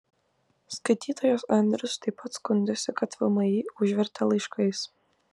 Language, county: Lithuanian, Klaipėda